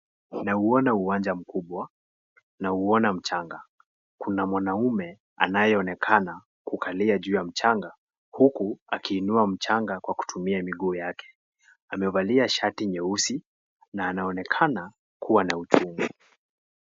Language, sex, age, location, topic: Swahili, male, 18-24, Kisii, education